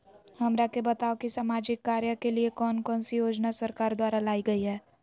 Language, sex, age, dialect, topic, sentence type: Magahi, female, 18-24, Southern, banking, question